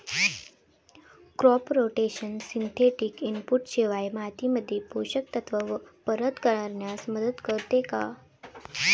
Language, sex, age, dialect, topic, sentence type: Marathi, female, 18-24, Standard Marathi, agriculture, question